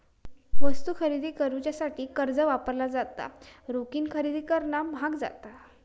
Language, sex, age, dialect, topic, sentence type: Marathi, female, 18-24, Southern Konkan, banking, statement